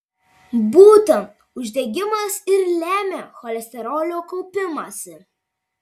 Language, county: Lithuanian, Marijampolė